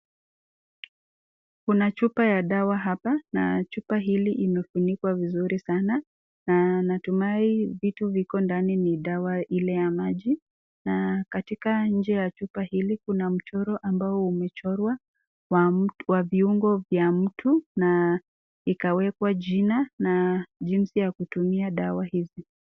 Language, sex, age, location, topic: Swahili, female, 36-49, Nakuru, health